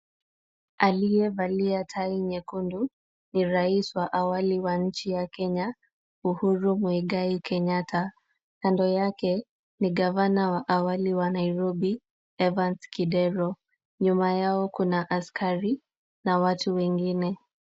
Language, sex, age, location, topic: Swahili, female, 18-24, Kisumu, government